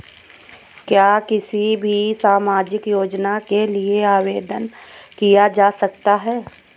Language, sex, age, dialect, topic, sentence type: Hindi, female, 25-30, Awadhi Bundeli, banking, question